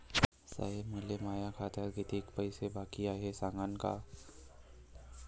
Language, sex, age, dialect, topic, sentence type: Marathi, male, 18-24, Varhadi, banking, question